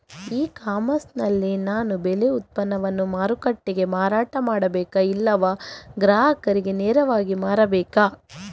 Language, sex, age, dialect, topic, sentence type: Kannada, female, 31-35, Coastal/Dakshin, agriculture, question